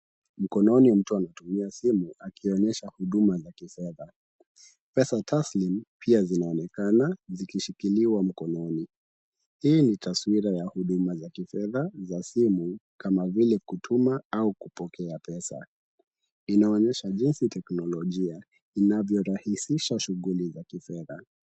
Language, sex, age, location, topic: Swahili, male, 18-24, Kisumu, finance